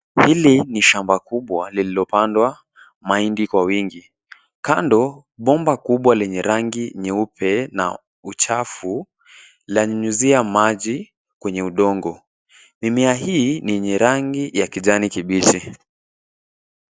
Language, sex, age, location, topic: Swahili, male, 18-24, Nairobi, agriculture